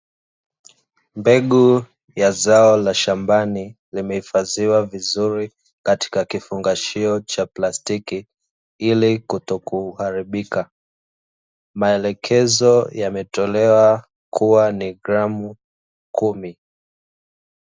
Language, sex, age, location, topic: Swahili, male, 25-35, Dar es Salaam, agriculture